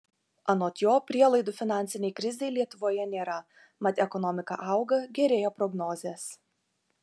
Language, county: Lithuanian, Vilnius